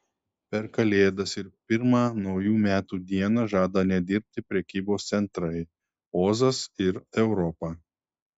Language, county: Lithuanian, Telšiai